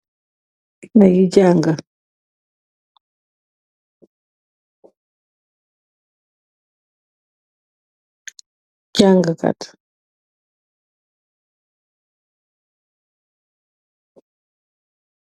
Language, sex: Wolof, female